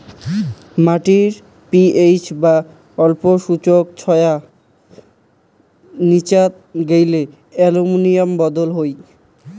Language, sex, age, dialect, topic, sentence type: Bengali, male, 18-24, Rajbangshi, agriculture, statement